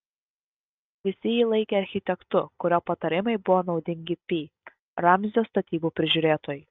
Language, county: Lithuanian, Vilnius